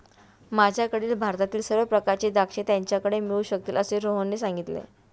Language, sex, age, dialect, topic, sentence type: Marathi, female, 31-35, Standard Marathi, agriculture, statement